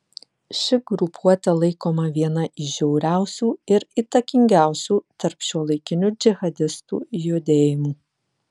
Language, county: Lithuanian, Vilnius